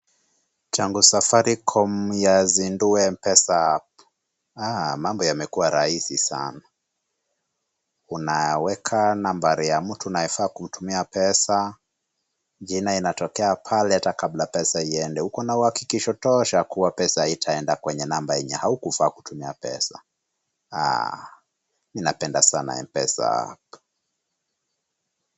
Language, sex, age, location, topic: Swahili, male, 25-35, Kisumu, finance